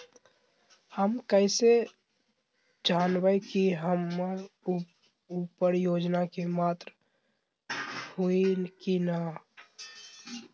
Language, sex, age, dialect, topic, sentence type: Magahi, male, 25-30, Southern, banking, question